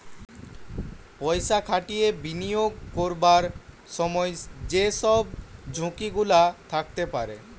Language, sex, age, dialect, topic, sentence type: Bengali, male, <18, Western, banking, statement